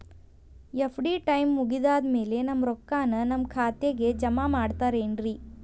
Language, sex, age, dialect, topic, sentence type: Kannada, female, 25-30, Dharwad Kannada, banking, question